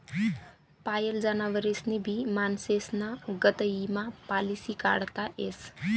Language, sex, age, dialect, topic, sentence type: Marathi, female, 25-30, Northern Konkan, banking, statement